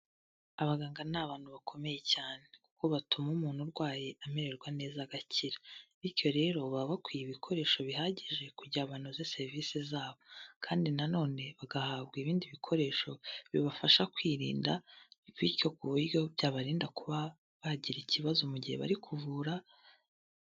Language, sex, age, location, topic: Kinyarwanda, female, 18-24, Kigali, health